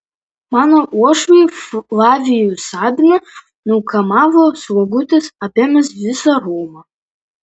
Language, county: Lithuanian, Vilnius